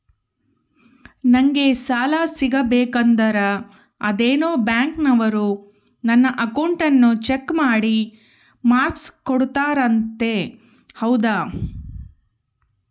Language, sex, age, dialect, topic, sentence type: Kannada, female, 36-40, Central, banking, question